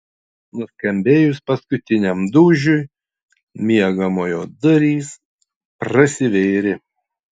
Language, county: Lithuanian, Utena